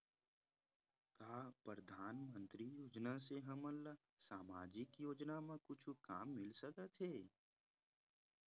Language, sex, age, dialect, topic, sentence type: Chhattisgarhi, male, 18-24, Western/Budati/Khatahi, banking, question